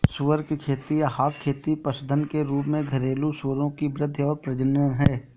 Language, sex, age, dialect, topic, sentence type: Hindi, male, 18-24, Awadhi Bundeli, agriculture, statement